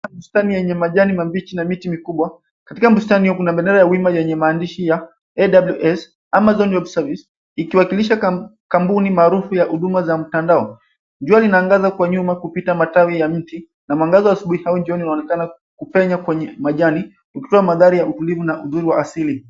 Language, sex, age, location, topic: Swahili, male, 25-35, Mombasa, agriculture